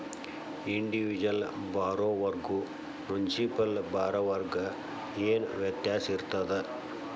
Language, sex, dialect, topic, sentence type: Kannada, male, Dharwad Kannada, banking, statement